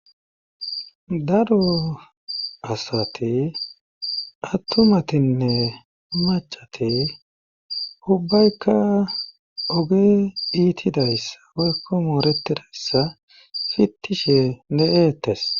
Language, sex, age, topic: Gamo, male, 18-24, government